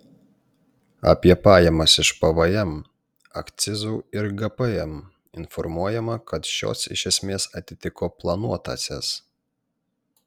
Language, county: Lithuanian, Panevėžys